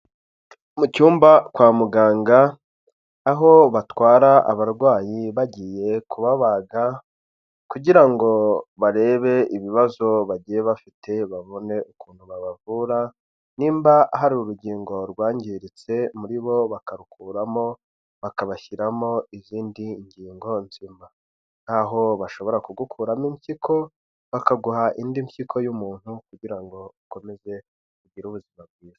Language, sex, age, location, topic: Kinyarwanda, male, 25-35, Kigali, health